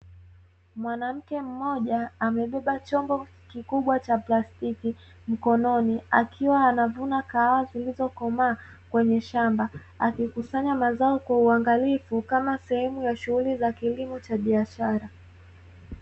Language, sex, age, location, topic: Swahili, female, 18-24, Dar es Salaam, agriculture